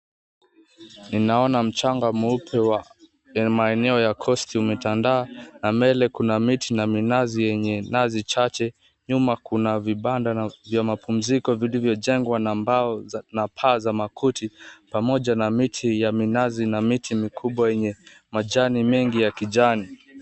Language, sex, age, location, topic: Swahili, male, 18-24, Mombasa, agriculture